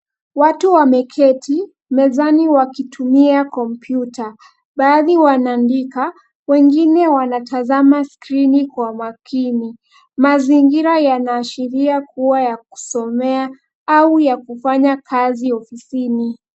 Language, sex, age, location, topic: Swahili, female, 25-35, Kisumu, government